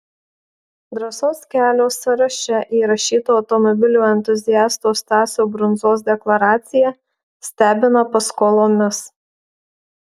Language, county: Lithuanian, Marijampolė